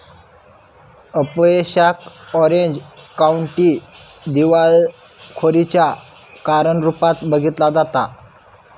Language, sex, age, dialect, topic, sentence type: Marathi, female, 25-30, Southern Konkan, banking, statement